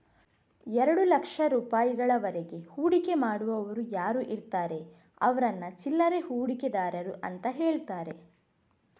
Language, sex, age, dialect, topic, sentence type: Kannada, female, 31-35, Coastal/Dakshin, banking, statement